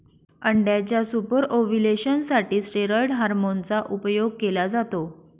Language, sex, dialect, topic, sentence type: Marathi, female, Northern Konkan, agriculture, statement